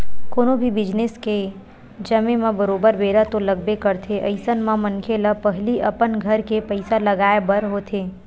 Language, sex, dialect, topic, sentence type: Chhattisgarhi, female, Western/Budati/Khatahi, banking, statement